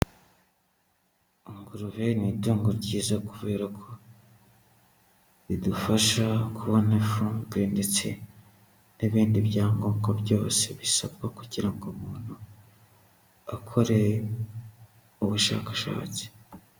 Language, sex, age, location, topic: Kinyarwanda, male, 25-35, Huye, agriculture